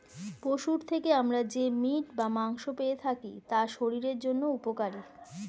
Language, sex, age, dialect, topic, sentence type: Bengali, female, 41-45, Standard Colloquial, agriculture, statement